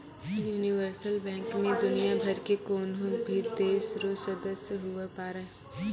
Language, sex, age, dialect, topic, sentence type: Maithili, female, 18-24, Angika, banking, statement